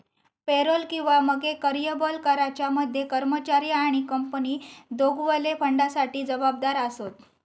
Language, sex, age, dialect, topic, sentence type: Marathi, female, 18-24, Southern Konkan, banking, statement